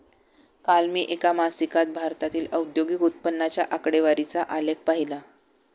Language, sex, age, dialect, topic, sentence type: Marathi, male, 56-60, Standard Marathi, banking, statement